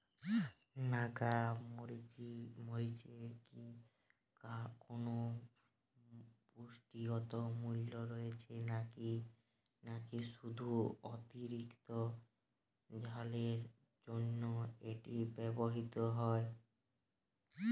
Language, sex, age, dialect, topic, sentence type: Bengali, male, 18-24, Jharkhandi, agriculture, question